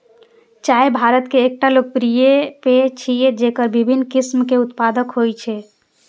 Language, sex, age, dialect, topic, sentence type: Maithili, female, 18-24, Eastern / Thethi, agriculture, statement